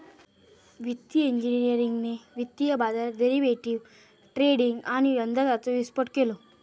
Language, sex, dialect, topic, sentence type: Marathi, male, Southern Konkan, banking, statement